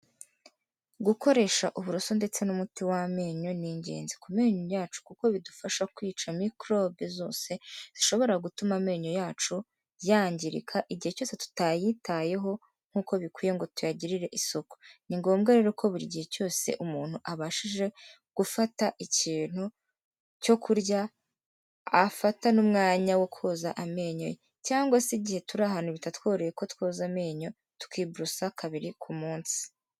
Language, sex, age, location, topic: Kinyarwanda, female, 18-24, Kigali, health